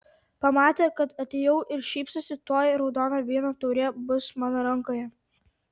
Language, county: Lithuanian, Tauragė